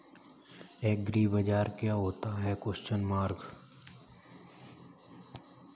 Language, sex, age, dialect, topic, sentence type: Hindi, male, 18-24, Kanauji Braj Bhasha, agriculture, question